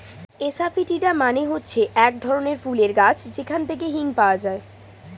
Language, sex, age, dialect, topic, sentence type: Bengali, female, 18-24, Standard Colloquial, agriculture, statement